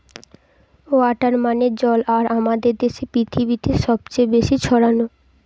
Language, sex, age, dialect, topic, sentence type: Bengali, female, 18-24, Western, agriculture, statement